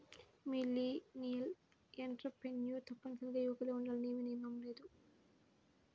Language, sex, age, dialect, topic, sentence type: Telugu, female, 18-24, Central/Coastal, banking, statement